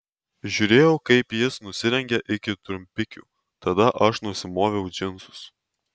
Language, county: Lithuanian, Tauragė